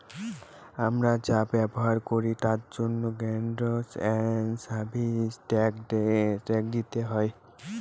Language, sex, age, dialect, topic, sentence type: Bengali, male, <18, Northern/Varendri, banking, statement